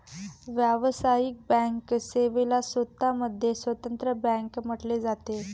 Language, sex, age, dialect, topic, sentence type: Marathi, female, 25-30, Standard Marathi, banking, statement